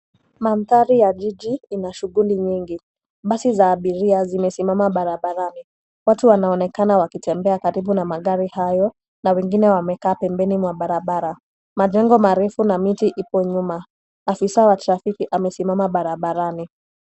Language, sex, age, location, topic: Swahili, female, 18-24, Nairobi, government